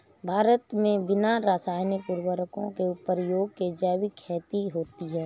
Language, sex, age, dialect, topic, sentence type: Hindi, female, 31-35, Awadhi Bundeli, agriculture, statement